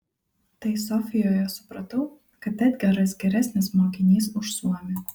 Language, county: Lithuanian, Kaunas